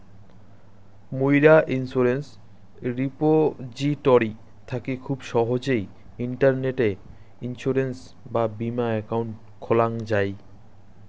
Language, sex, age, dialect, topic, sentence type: Bengali, male, 25-30, Rajbangshi, banking, statement